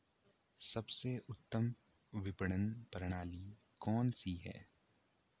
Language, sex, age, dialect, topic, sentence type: Hindi, male, 18-24, Garhwali, agriculture, question